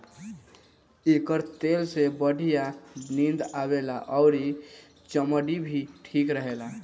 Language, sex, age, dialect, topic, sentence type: Bhojpuri, male, <18, Northern, agriculture, statement